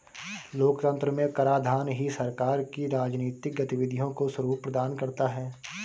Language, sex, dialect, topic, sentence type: Hindi, male, Awadhi Bundeli, banking, statement